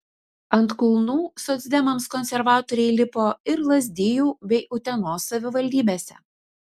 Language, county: Lithuanian, Utena